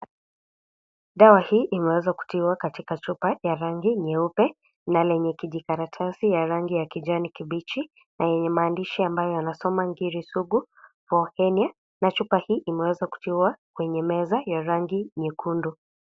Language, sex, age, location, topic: Swahili, female, 25-35, Kisii, health